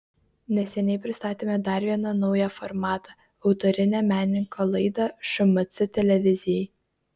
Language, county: Lithuanian, Kaunas